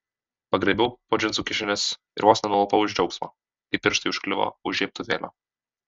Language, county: Lithuanian, Alytus